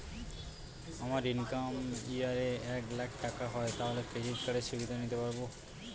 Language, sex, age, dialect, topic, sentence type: Bengali, male, 18-24, Northern/Varendri, banking, question